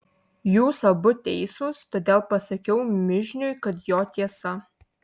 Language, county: Lithuanian, Vilnius